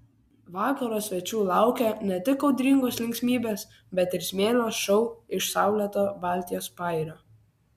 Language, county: Lithuanian, Kaunas